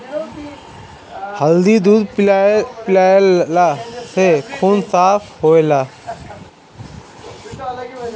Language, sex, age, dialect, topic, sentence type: Bhojpuri, male, 36-40, Northern, agriculture, statement